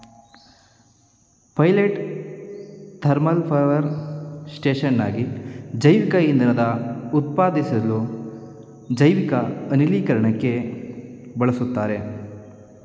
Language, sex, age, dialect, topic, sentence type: Kannada, male, 18-24, Mysore Kannada, agriculture, statement